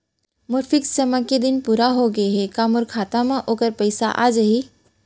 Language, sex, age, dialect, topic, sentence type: Chhattisgarhi, female, 18-24, Central, banking, question